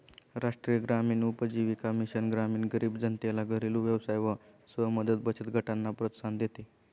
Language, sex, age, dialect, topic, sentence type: Marathi, male, 25-30, Standard Marathi, banking, statement